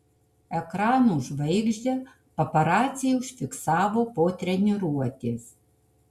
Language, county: Lithuanian, Kaunas